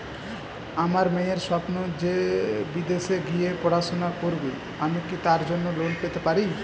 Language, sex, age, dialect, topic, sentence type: Bengali, male, 18-24, Standard Colloquial, banking, question